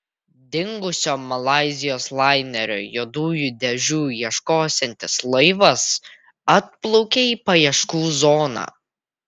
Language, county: Lithuanian, Vilnius